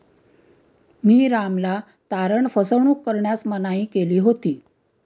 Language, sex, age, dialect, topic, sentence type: Marathi, female, 60-100, Standard Marathi, banking, statement